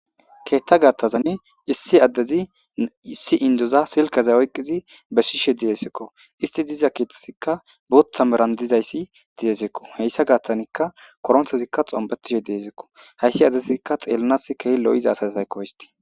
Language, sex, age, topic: Gamo, male, 25-35, government